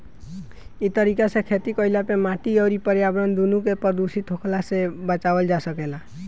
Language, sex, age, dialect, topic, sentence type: Bhojpuri, male, 18-24, Northern, agriculture, statement